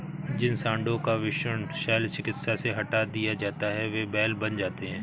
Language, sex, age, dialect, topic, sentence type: Hindi, male, 18-24, Awadhi Bundeli, agriculture, statement